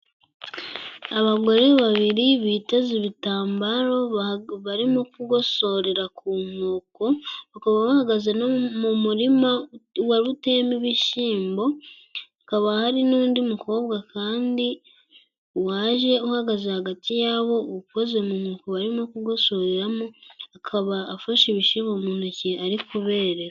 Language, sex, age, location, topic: Kinyarwanda, female, 18-24, Gakenke, agriculture